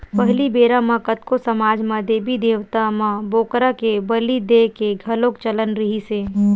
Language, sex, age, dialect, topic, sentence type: Chhattisgarhi, female, 18-24, Western/Budati/Khatahi, agriculture, statement